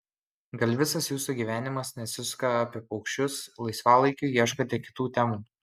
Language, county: Lithuanian, Kaunas